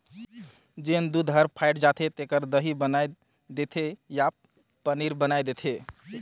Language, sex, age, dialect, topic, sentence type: Chhattisgarhi, male, 18-24, Northern/Bhandar, agriculture, statement